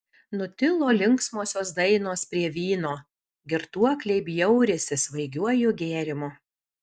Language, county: Lithuanian, Alytus